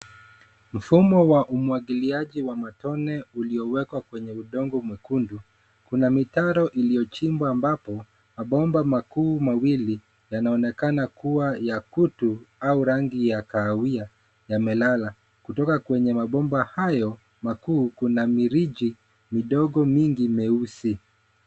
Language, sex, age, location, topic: Swahili, male, 25-35, Nairobi, agriculture